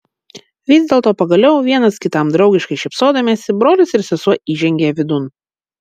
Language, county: Lithuanian, Vilnius